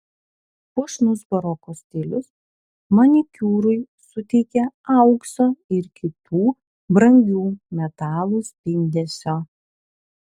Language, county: Lithuanian, Vilnius